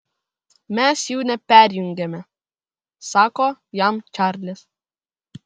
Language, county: Lithuanian, Vilnius